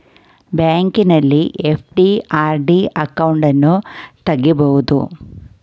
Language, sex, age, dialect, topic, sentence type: Kannada, female, 46-50, Mysore Kannada, banking, statement